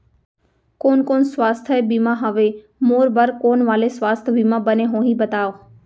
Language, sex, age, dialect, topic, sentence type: Chhattisgarhi, female, 25-30, Central, banking, question